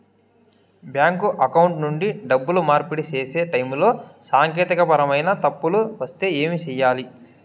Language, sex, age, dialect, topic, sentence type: Telugu, male, 18-24, Southern, banking, question